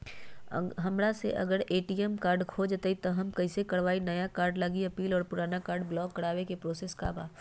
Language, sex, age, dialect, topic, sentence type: Magahi, female, 18-24, Western, banking, question